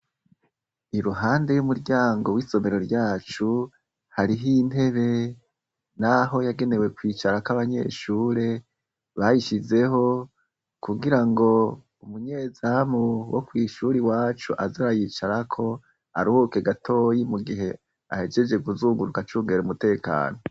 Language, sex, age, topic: Rundi, male, 36-49, education